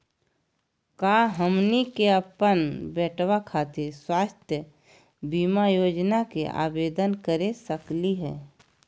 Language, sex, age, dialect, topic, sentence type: Magahi, female, 51-55, Southern, banking, question